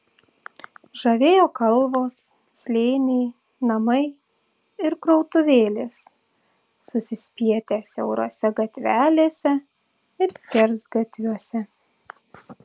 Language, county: Lithuanian, Tauragė